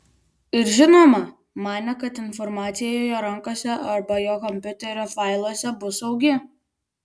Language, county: Lithuanian, Vilnius